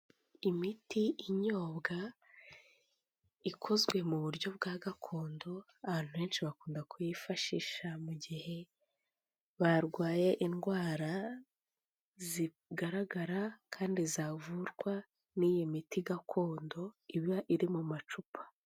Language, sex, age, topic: Kinyarwanda, female, 18-24, health